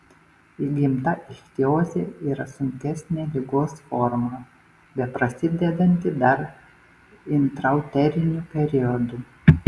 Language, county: Lithuanian, Panevėžys